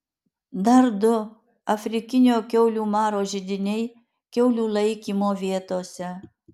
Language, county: Lithuanian, Alytus